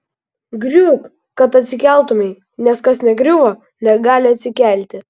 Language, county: Lithuanian, Vilnius